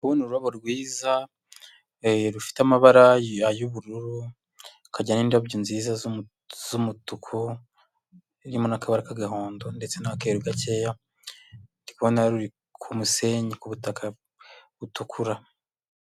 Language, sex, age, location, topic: Kinyarwanda, male, 25-35, Huye, health